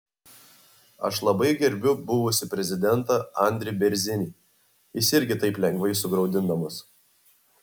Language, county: Lithuanian, Vilnius